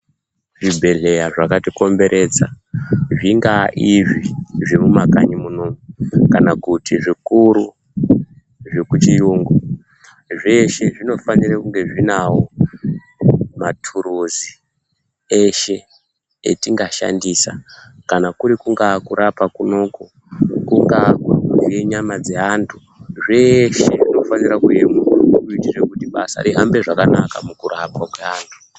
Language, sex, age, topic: Ndau, male, 18-24, health